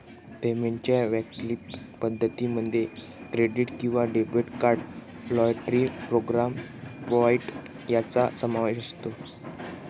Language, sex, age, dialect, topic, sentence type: Marathi, male, 25-30, Varhadi, banking, statement